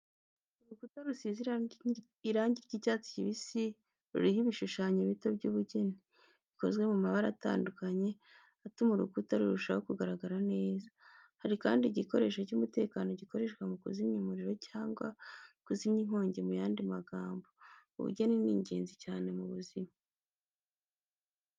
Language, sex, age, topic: Kinyarwanda, female, 25-35, education